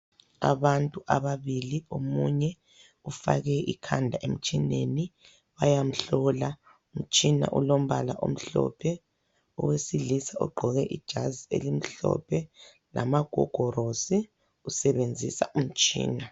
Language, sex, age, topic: North Ndebele, female, 25-35, health